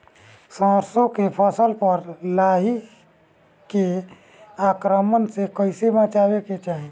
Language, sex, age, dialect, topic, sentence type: Bhojpuri, male, 25-30, Northern, agriculture, question